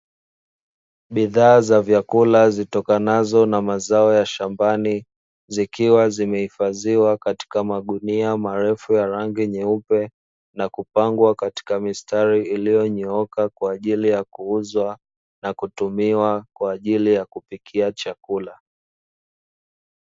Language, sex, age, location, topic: Swahili, male, 25-35, Dar es Salaam, agriculture